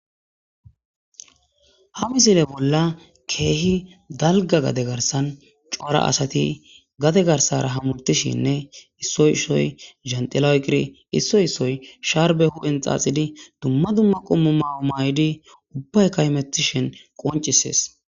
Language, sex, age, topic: Gamo, male, 18-24, agriculture